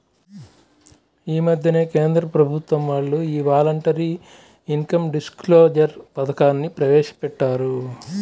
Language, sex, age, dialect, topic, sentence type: Telugu, female, 31-35, Central/Coastal, banking, statement